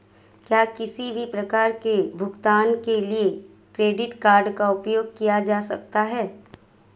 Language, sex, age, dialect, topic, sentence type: Hindi, female, 25-30, Marwari Dhudhari, banking, question